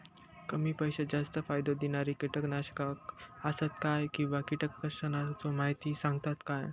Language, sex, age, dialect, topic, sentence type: Marathi, male, 60-100, Southern Konkan, agriculture, question